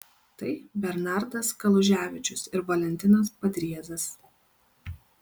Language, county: Lithuanian, Kaunas